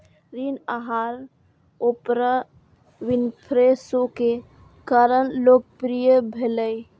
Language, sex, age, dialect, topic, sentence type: Maithili, female, 51-55, Eastern / Thethi, banking, statement